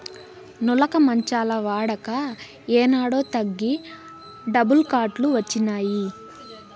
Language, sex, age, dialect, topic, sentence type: Telugu, female, 18-24, Southern, agriculture, statement